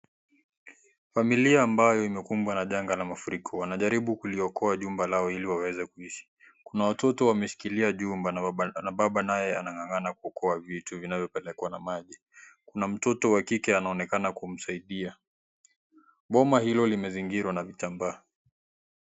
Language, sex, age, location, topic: Swahili, male, 18-24, Kisii, health